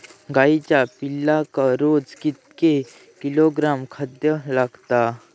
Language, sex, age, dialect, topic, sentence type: Marathi, male, 18-24, Southern Konkan, agriculture, question